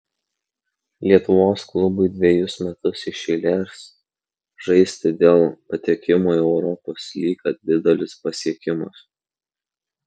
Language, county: Lithuanian, Kaunas